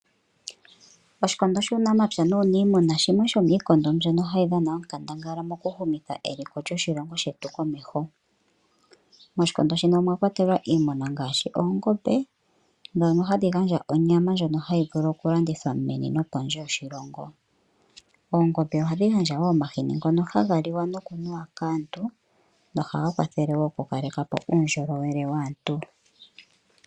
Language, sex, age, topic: Oshiwambo, female, 25-35, agriculture